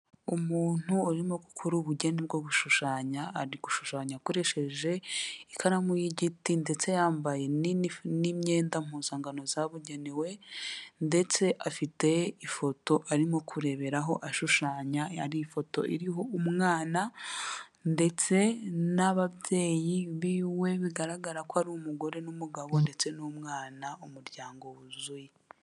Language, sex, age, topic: Kinyarwanda, female, 18-24, education